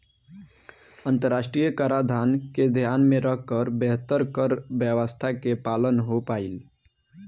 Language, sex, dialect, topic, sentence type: Bhojpuri, male, Southern / Standard, banking, statement